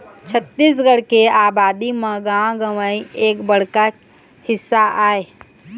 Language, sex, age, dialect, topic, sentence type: Chhattisgarhi, female, 18-24, Eastern, agriculture, statement